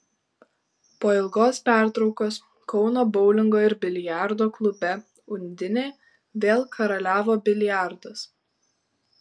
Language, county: Lithuanian, Šiauliai